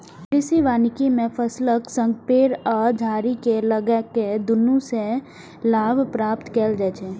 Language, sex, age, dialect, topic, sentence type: Maithili, female, 25-30, Eastern / Thethi, agriculture, statement